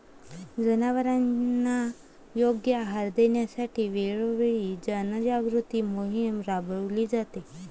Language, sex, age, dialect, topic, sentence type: Marathi, male, 18-24, Varhadi, agriculture, statement